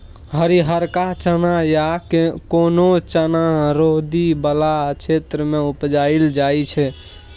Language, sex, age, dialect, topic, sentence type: Maithili, male, 18-24, Bajjika, agriculture, statement